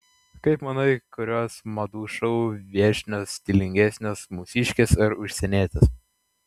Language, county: Lithuanian, Klaipėda